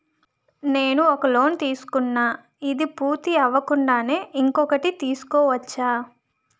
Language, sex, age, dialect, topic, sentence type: Telugu, female, 25-30, Utterandhra, banking, question